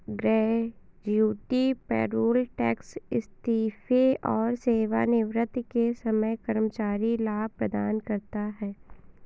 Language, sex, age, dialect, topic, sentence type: Hindi, female, 25-30, Awadhi Bundeli, banking, statement